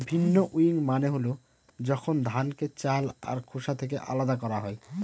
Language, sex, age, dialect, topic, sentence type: Bengali, male, 31-35, Northern/Varendri, agriculture, statement